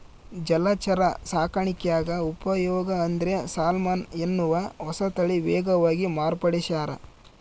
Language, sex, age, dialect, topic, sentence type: Kannada, male, 25-30, Central, agriculture, statement